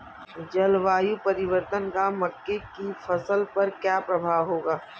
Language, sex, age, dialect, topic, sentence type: Hindi, female, 51-55, Kanauji Braj Bhasha, agriculture, question